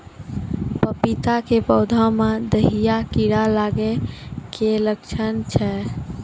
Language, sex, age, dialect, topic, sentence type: Maithili, female, 51-55, Angika, agriculture, question